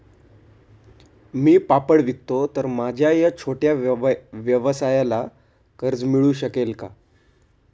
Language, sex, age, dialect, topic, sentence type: Marathi, male, 18-24, Standard Marathi, banking, question